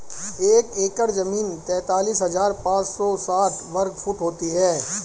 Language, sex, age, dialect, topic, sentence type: Hindi, female, 25-30, Hindustani Malvi Khadi Boli, agriculture, statement